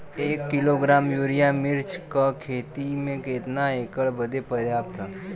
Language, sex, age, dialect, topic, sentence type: Bhojpuri, male, 18-24, Western, agriculture, question